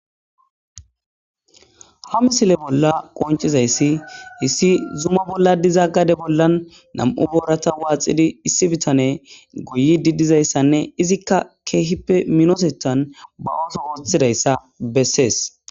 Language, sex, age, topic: Gamo, male, 18-24, agriculture